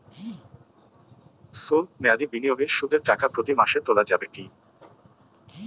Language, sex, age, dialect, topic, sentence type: Bengali, male, 18-24, Western, banking, question